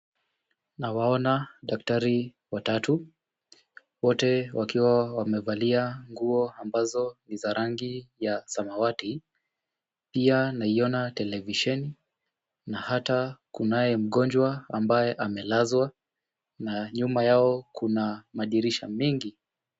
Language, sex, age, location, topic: Swahili, male, 18-24, Kisumu, health